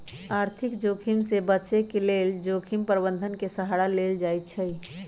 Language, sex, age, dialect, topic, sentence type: Magahi, female, 25-30, Western, banking, statement